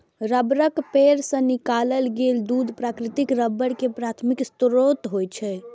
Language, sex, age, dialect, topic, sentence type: Maithili, female, 25-30, Eastern / Thethi, agriculture, statement